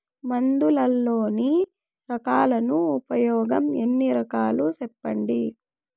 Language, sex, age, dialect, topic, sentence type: Telugu, female, 18-24, Southern, agriculture, question